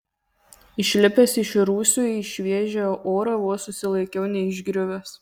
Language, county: Lithuanian, Kaunas